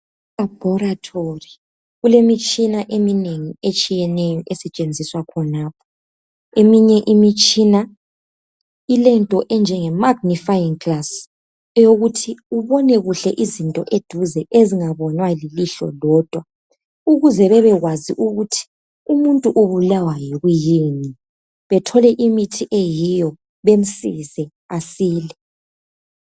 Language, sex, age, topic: North Ndebele, female, 25-35, health